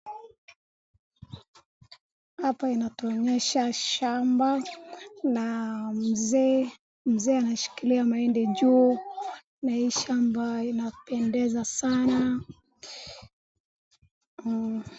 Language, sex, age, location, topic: Swahili, female, 25-35, Wajir, agriculture